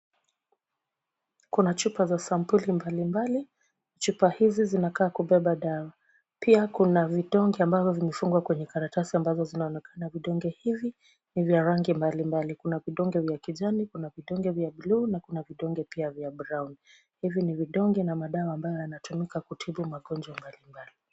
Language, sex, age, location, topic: Swahili, female, 36-49, Kisumu, health